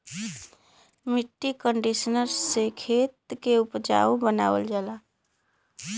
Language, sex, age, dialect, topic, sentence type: Bhojpuri, female, 25-30, Western, agriculture, statement